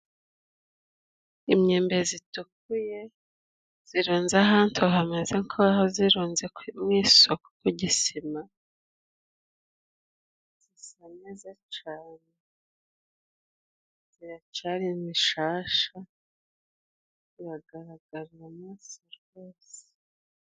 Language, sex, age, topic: Kinyarwanda, female, 36-49, agriculture